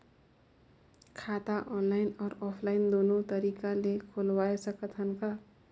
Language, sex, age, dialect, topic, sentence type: Chhattisgarhi, female, 25-30, Northern/Bhandar, banking, question